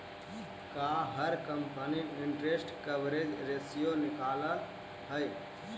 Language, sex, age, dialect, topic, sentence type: Magahi, male, 18-24, Central/Standard, banking, statement